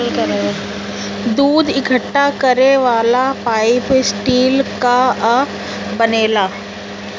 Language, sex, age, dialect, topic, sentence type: Bhojpuri, female, 31-35, Northern, agriculture, statement